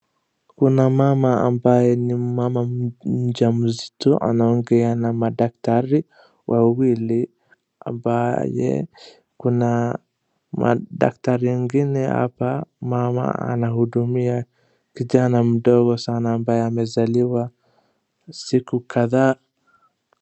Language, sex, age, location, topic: Swahili, male, 25-35, Wajir, health